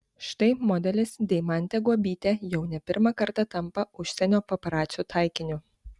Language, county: Lithuanian, Panevėžys